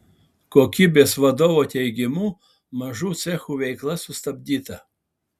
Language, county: Lithuanian, Alytus